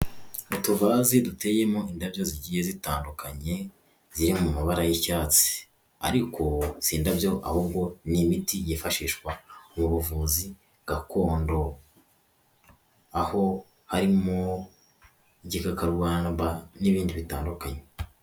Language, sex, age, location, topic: Kinyarwanda, male, 18-24, Huye, health